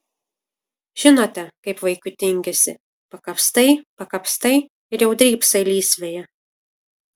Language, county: Lithuanian, Kaunas